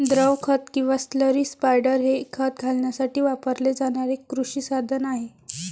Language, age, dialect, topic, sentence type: Marathi, 25-30, Varhadi, agriculture, statement